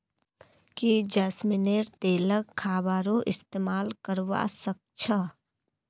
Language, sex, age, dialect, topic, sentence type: Magahi, female, 18-24, Northeastern/Surjapuri, agriculture, statement